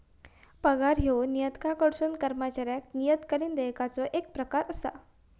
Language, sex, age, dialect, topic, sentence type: Marathi, female, 41-45, Southern Konkan, banking, statement